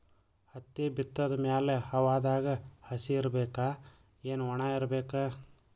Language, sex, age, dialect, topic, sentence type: Kannada, male, 31-35, Northeastern, agriculture, question